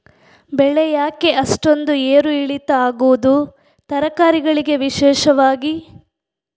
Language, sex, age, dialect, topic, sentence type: Kannada, female, 46-50, Coastal/Dakshin, agriculture, question